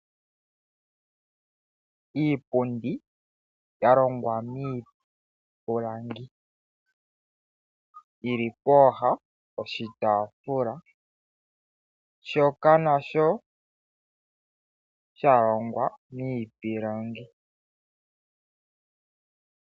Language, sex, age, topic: Oshiwambo, male, 25-35, finance